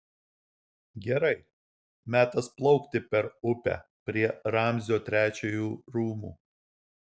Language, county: Lithuanian, Marijampolė